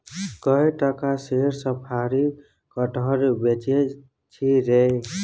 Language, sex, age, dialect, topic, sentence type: Maithili, male, 18-24, Bajjika, agriculture, statement